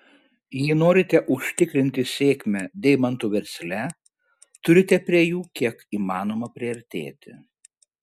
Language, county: Lithuanian, Šiauliai